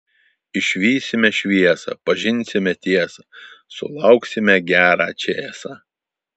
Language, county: Lithuanian, Vilnius